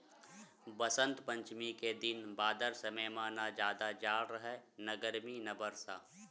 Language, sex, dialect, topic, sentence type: Chhattisgarhi, male, Western/Budati/Khatahi, agriculture, statement